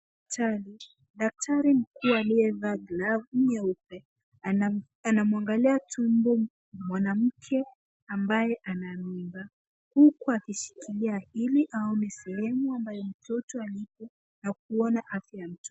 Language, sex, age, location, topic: Swahili, female, 18-24, Nairobi, health